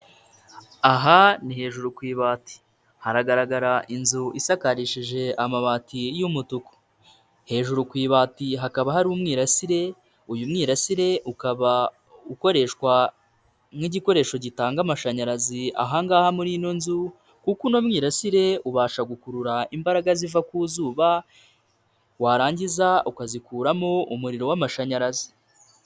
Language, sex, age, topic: Kinyarwanda, female, 25-35, government